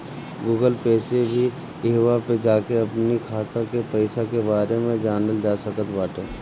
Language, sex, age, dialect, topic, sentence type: Bhojpuri, male, 36-40, Northern, banking, statement